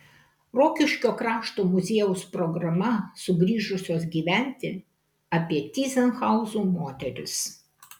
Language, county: Lithuanian, Kaunas